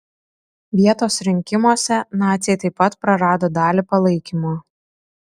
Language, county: Lithuanian, Šiauliai